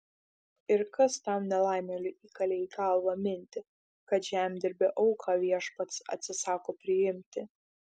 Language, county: Lithuanian, Šiauliai